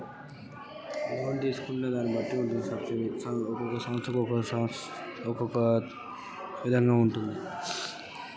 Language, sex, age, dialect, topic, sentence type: Telugu, male, 25-30, Telangana, banking, question